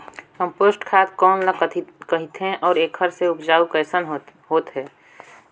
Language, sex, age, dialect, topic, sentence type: Chhattisgarhi, female, 25-30, Northern/Bhandar, agriculture, question